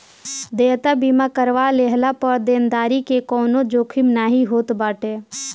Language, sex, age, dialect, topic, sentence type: Bhojpuri, female, 18-24, Northern, banking, statement